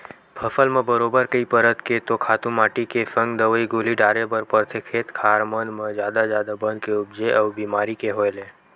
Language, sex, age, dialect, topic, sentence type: Chhattisgarhi, male, 18-24, Western/Budati/Khatahi, agriculture, statement